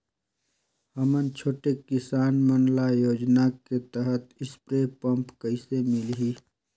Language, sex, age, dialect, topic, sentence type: Chhattisgarhi, male, 25-30, Northern/Bhandar, agriculture, question